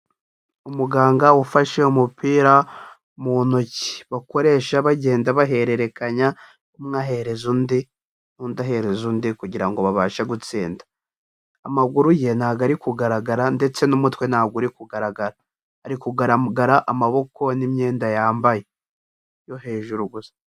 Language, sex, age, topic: Kinyarwanda, male, 18-24, health